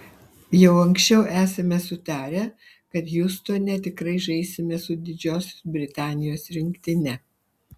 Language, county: Lithuanian, Alytus